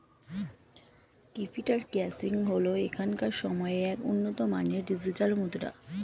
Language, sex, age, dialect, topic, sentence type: Bengali, female, 25-30, Standard Colloquial, banking, statement